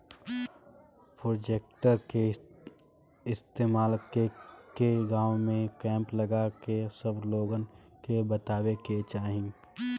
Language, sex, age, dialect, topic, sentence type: Bhojpuri, male, 18-24, Northern, agriculture, statement